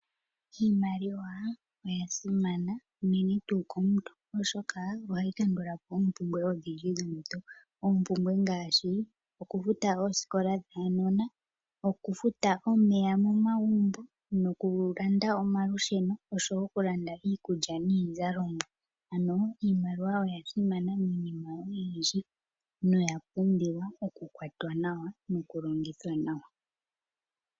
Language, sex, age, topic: Oshiwambo, female, 25-35, finance